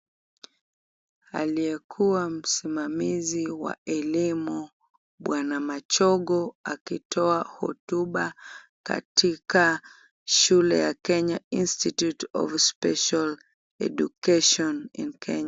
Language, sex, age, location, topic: Swahili, female, 25-35, Kisumu, education